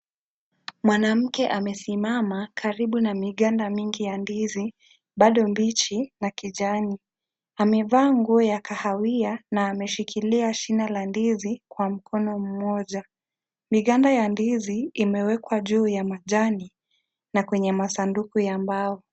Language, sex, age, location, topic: Swahili, female, 25-35, Kisii, agriculture